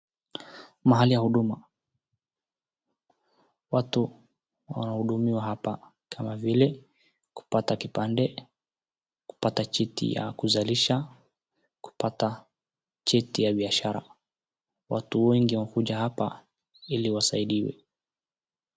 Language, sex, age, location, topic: Swahili, male, 18-24, Wajir, government